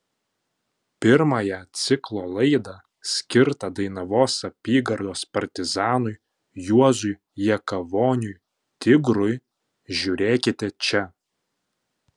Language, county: Lithuanian, Panevėžys